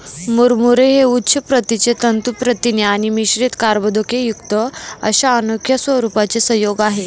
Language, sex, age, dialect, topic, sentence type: Marathi, female, 18-24, Northern Konkan, agriculture, statement